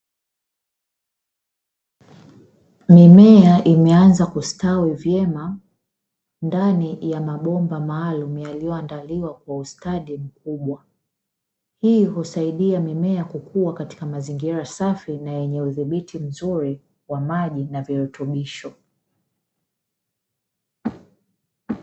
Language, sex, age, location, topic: Swahili, female, 25-35, Dar es Salaam, agriculture